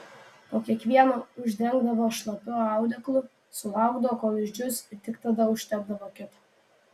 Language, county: Lithuanian, Vilnius